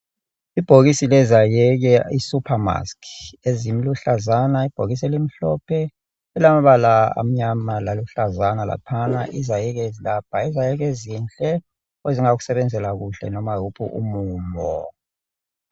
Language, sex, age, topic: North Ndebele, male, 36-49, health